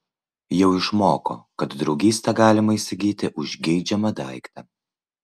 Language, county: Lithuanian, Vilnius